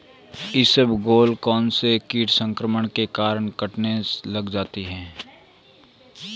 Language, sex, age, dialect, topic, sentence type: Hindi, male, 18-24, Marwari Dhudhari, agriculture, question